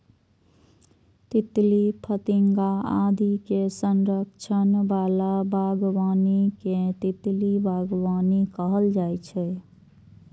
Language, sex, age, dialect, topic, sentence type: Maithili, female, 25-30, Eastern / Thethi, agriculture, statement